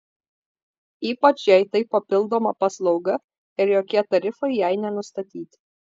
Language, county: Lithuanian, Vilnius